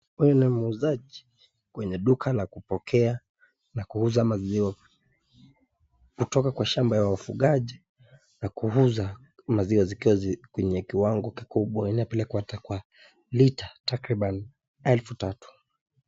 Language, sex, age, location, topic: Swahili, male, 25-35, Nakuru, agriculture